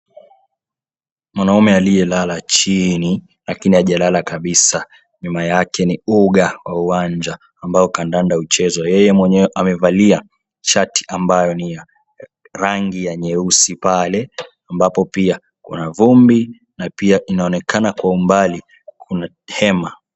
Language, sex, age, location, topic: Swahili, male, 18-24, Kisumu, education